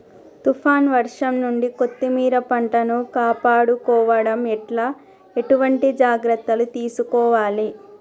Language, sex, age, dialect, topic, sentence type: Telugu, female, 31-35, Telangana, agriculture, question